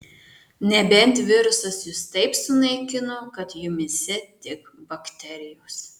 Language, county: Lithuanian, Marijampolė